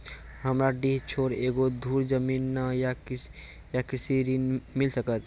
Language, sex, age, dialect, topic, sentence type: Maithili, male, 18-24, Angika, banking, question